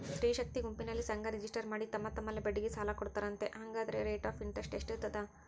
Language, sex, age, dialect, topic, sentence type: Kannada, male, 18-24, Central, banking, question